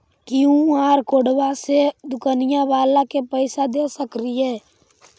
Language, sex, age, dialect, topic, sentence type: Magahi, male, 51-55, Central/Standard, banking, question